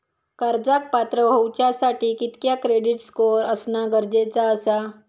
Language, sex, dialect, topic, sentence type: Marathi, female, Southern Konkan, banking, question